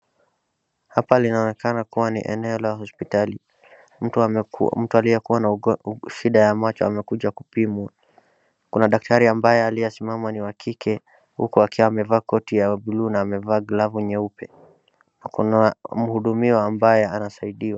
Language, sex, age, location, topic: Swahili, male, 36-49, Wajir, health